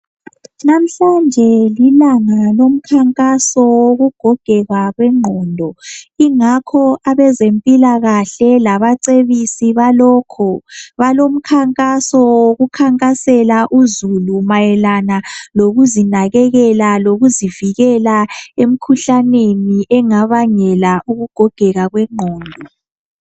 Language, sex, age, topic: North Ndebele, female, 50+, health